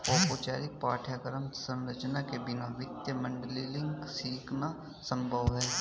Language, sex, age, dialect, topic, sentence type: Hindi, male, 18-24, Hindustani Malvi Khadi Boli, banking, statement